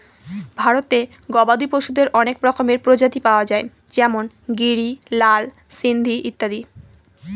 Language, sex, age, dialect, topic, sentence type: Bengali, female, 18-24, Northern/Varendri, agriculture, statement